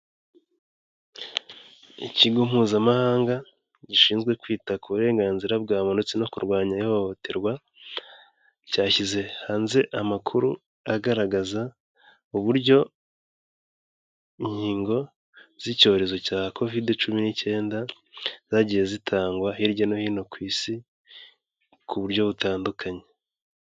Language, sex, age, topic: Kinyarwanda, male, 25-35, health